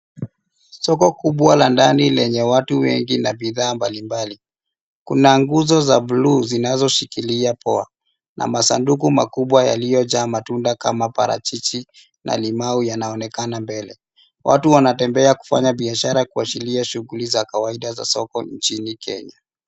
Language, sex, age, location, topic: Swahili, male, 25-35, Nairobi, finance